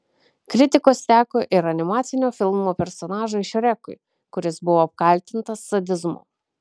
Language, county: Lithuanian, Kaunas